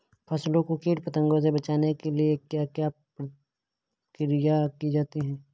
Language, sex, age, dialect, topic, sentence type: Hindi, male, 25-30, Awadhi Bundeli, agriculture, question